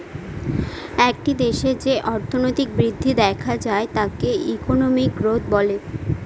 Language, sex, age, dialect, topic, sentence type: Bengali, female, 18-24, Northern/Varendri, banking, statement